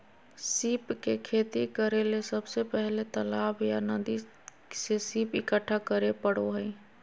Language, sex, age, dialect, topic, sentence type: Magahi, female, 25-30, Southern, agriculture, statement